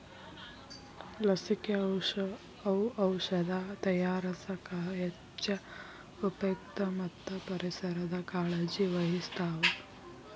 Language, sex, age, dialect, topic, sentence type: Kannada, female, 31-35, Dharwad Kannada, agriculture, statement